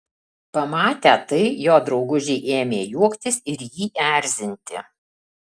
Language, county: Lithuanian, Alytus